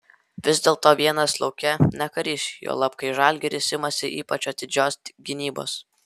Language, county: Lithuanian, Vilnius